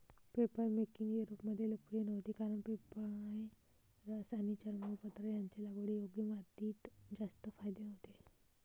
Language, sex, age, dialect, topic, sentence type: Marathi, male, 18-24, Varhadi, agriculture, statement